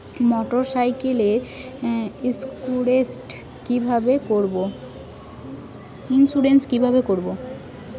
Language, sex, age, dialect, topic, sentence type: Bengali, female, 18-24, Western, banking, question